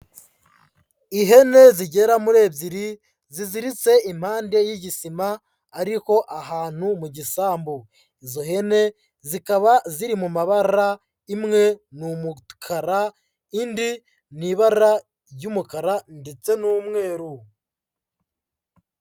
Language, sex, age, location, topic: Kinyarwanda, male, 25-35, Huye, agriculture